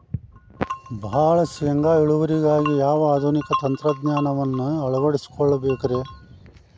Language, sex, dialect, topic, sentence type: Kannada, male, Dharwad Kannada, agriculture, question